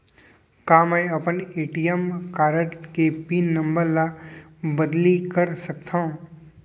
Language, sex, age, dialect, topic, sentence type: Chhattisgarhi, male, 18-24, Central, banking, question